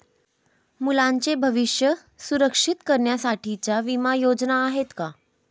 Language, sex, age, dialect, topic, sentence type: Marathi, female, 18-24, Standard Marathi, banking, question